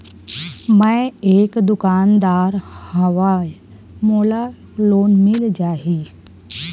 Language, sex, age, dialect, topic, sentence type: Chhattisgarhi, female, 25-30, Western/Budati/Khatahi, banking, question